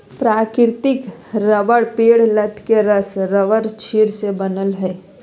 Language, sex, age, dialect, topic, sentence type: Magahi, female, 36-40, Southern, agriculture, statement